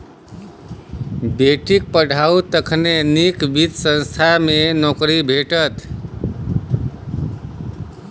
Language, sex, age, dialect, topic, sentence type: Maithili, male, 36-40, Bajjika, banking, statement